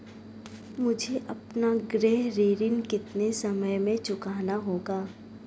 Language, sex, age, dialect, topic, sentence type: Hindi, female, 18-24, Marwari Dhudhari, banking, question